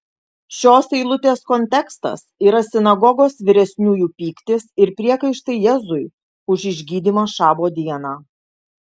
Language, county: Lithuanian, Kaunas